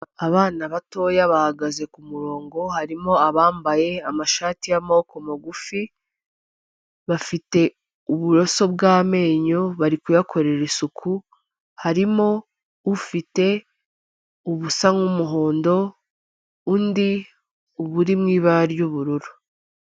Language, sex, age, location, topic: Kinyarwanda, female, 25-35, Kigali, health